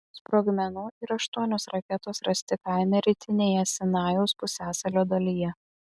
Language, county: Lithuanian, Vilnius